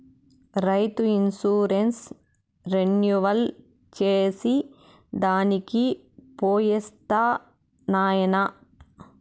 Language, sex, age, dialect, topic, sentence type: Telugu, female, 31-35, Southern, banking, statement